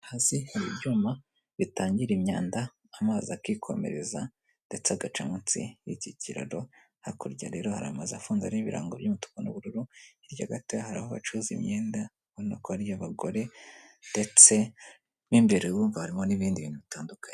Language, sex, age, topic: Kinyarwanda, male, 25-35, government